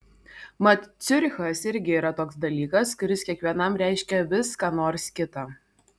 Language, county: Lithuanian, Vilnius